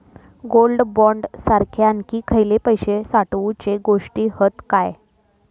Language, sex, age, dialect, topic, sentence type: Marathi, female, 25-30, Southern Konkan, banking, question